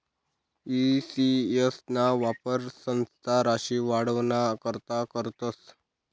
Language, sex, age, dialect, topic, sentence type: Marathi, male, 18-24, Northern Konkan, banking, statement